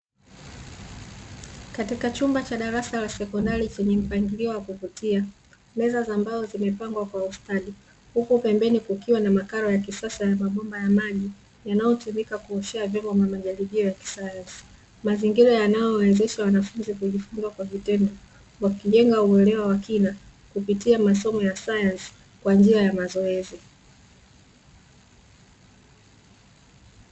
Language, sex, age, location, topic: Swahili, female, 25-35, Dar es Salaam, education